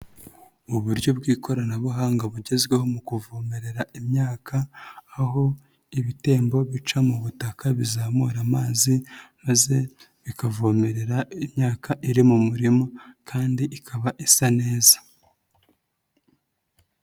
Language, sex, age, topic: Kinyarwanda, female, 36-49, agriculture